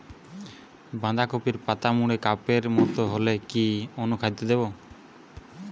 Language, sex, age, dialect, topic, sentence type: Bengali, male, 60-100, Western, agriculture, question